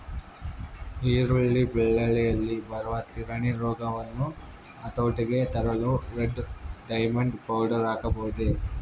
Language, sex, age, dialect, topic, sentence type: Kannada, male, 41-45, Central, agriculture, question